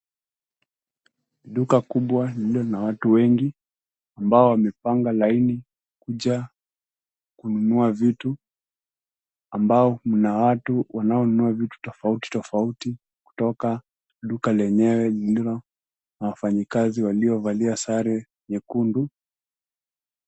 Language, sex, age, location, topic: Swahili, male, 18-24, Nairobi, finance